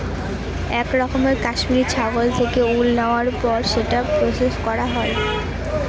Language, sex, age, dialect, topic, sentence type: Bengali, female, 18-24, Northern/Varendri, agriculture, statement